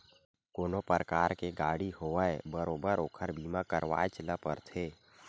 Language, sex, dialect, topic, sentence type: Chhattisgarhi, male, Western/Budati/Khatahi, banking, statement